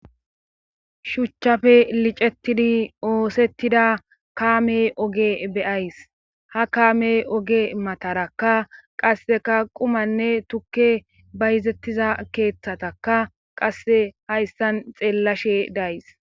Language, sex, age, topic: Gamo, female, 25-35, government